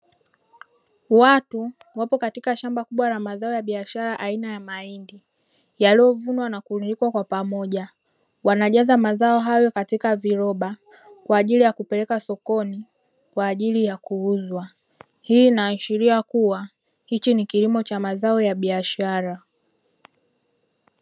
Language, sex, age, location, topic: Swahili, female, 18-24, Dar es Salaam, agriculture